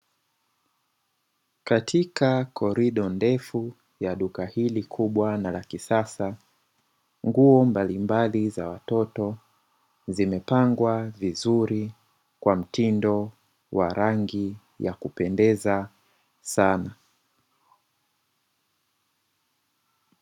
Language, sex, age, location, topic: Swahili, male, 25-35, Dar es Salaam, finance